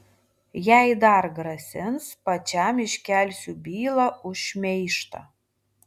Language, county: Lithuanian, Vilnius